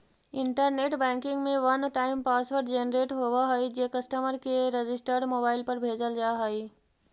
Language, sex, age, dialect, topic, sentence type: Magahi, female, 41-45, Central/Standard, agriculture, statement